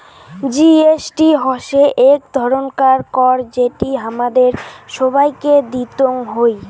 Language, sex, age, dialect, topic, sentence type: Bengali, female, <18, Rajbangshi, banking, statement